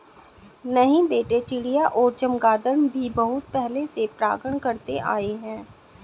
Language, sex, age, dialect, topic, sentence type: Hindi, female, 36-40, Hindustani Malvi Khadi Boli, agriculture, statement